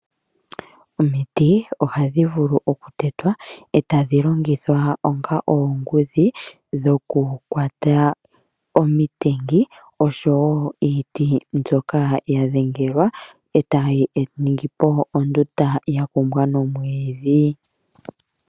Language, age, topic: Oshiwambo, 25-35, agriculture